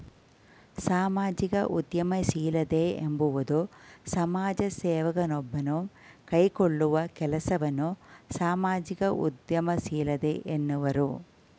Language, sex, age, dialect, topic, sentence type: Kannada, female, 46-50, Mysore Kannada, banking, statement